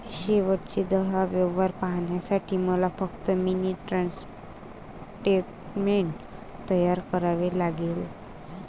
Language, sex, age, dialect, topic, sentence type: Marathi, female, 25-30, Varhadi, banking, statement